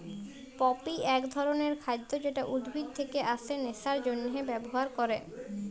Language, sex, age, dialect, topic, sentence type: Bengali, male, 18-24, Jharkhandi, agriculture, statement